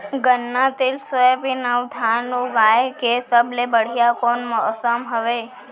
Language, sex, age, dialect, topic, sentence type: Chhattisgarhi, female, 18-24, Central, agriculture, question